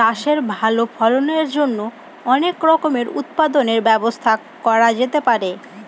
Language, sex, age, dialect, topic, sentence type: Bengali, female, 18-24, Northern/Varendri, agriculture, statement